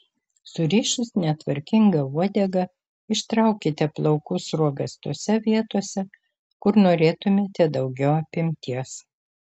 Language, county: Lithuanian, Kaunas